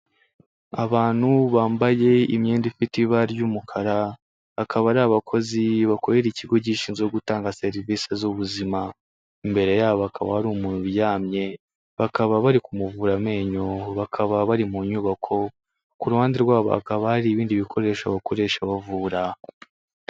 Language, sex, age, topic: Kinyarwanda, male, 18-24, health